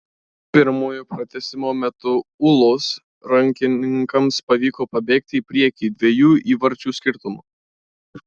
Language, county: Lithuanian, Marijampolė